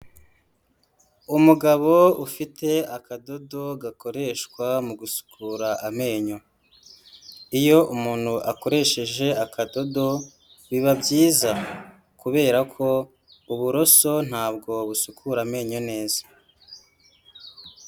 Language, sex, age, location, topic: Kinyarwanda, male, 25-35, Huye, health